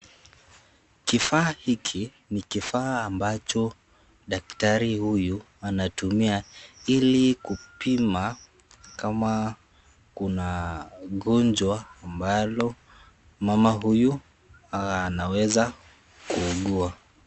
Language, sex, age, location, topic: Swahili, male, 50+, Nakuru, health